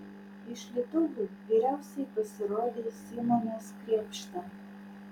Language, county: Lithuanian, Vilnius